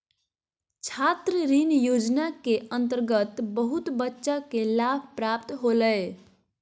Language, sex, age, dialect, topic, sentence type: Magahi, female, 41-45, Southern, banking, statement